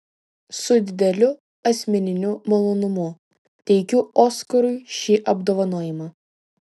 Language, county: Lithuanian, Vilnius